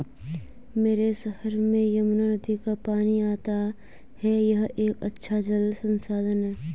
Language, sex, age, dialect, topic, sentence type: Hindi, female, 18-24, Garhwali, agriculture, statement